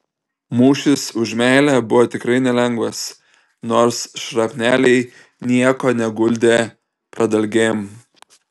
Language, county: Lithuanian, Telšiai